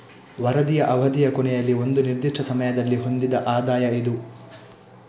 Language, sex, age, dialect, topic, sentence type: Kannada, male, 18-24, Coastal/Dakshin, banking, statement